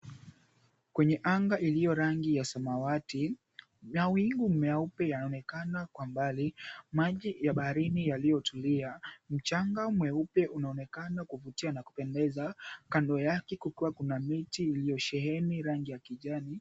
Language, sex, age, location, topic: Swahili, male, 18-24, Mombasa, government